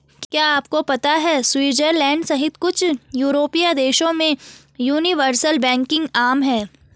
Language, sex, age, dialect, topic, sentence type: Hindi, female, 18-24, Garhwali, banking, statement